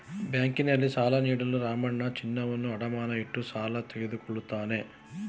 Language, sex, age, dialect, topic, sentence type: Kannada, male, 41-45, Mysore Kannada, banking, statement